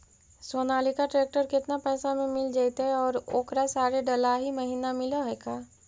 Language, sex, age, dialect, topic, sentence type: Magahi, female, 51-55, Central/Standard, agriculture, question